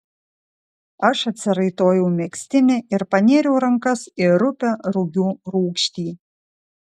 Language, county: Lithuanian, Šiauliai